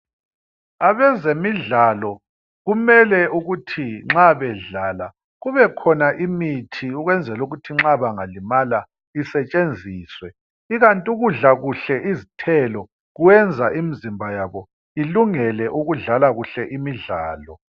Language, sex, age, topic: North Ndebele, male, 50+, health